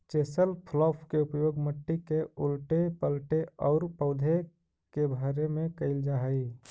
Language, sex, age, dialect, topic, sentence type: Magahi, male, 25-30, Central/Standard, banking, statement